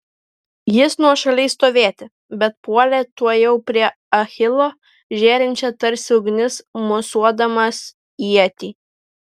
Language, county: Lithuanian, Vilnius